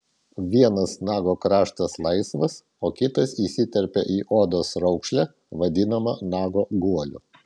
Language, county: Lithuanian, Vilnius